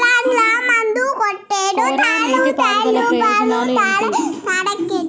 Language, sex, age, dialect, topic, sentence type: Telugu, male, 41-45, Telangana, agriculture, question